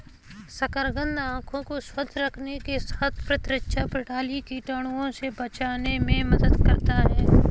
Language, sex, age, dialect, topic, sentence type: Hindi, female, 18-24, Kanauji Braj Bhasha, agriculture, statement